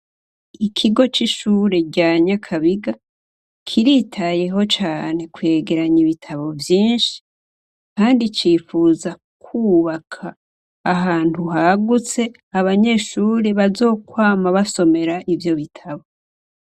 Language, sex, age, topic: Rundi, female, 25-35, education